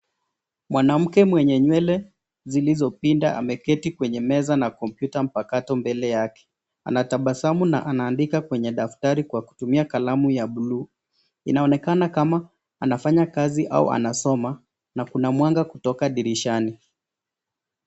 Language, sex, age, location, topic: Swahili, male, 25-35, Nairobi, education